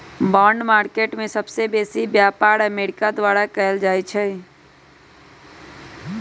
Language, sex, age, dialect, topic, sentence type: Magahi, female, 25-30, Western, banking, statement